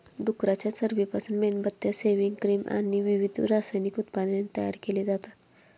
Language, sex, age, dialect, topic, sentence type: Marathi, female, 25-30, Standard Marathi, agriculture, statement